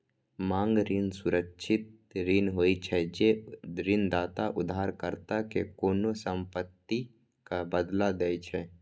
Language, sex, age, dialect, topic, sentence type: Maithili, male, 25-30, Eastern / Thethi, banking, statement